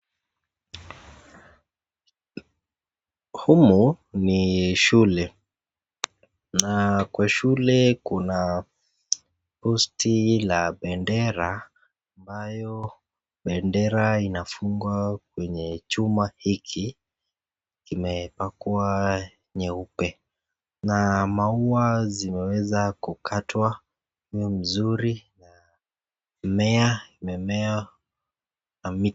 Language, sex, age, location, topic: Swahili, female, 36-49, Nakuru, education